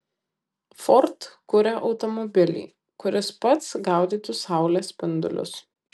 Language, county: Lithuanian, Kaunas